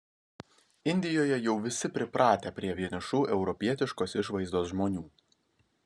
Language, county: Lithuanian, Vilnius